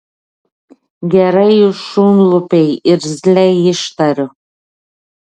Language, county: Lithuanian, Klaipėda